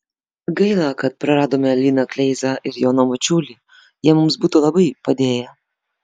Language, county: Lithuanian, Vilnius